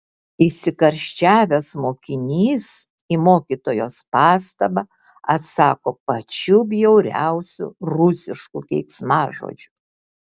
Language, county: Lithuanian, Kaunas